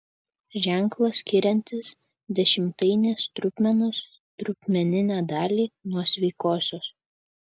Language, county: Lithuanian, Kaunas